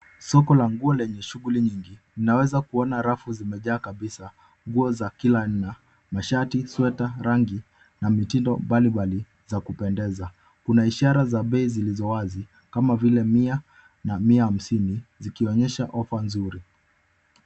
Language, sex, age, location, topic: Swahili, male, 25-35, Nairobi, finance